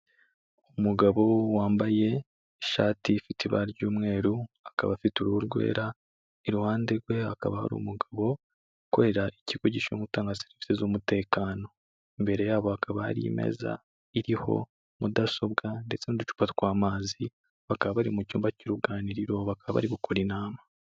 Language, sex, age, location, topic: Kinyarwanda, male, 25-35, Kigali, government